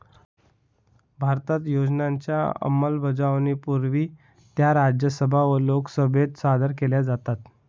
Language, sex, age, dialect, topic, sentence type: Marathi, male, 31-35, Northern Konkan, banking, statement